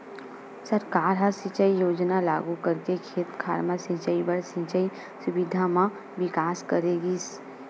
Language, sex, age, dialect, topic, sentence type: Chhattisgarhi, female, 18-24, Western/Budati/Khatahi, agriculture, statement